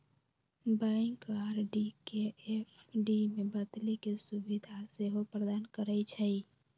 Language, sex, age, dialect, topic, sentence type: Magahi, female, 18-24, Western, banking, statement